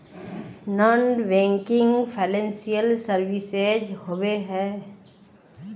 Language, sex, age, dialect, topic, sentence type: Magahi, female, 36-40, Northeastern/Surjapuri, banking, question